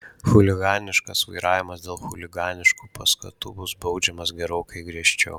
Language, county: Lithuanian, Šiauliai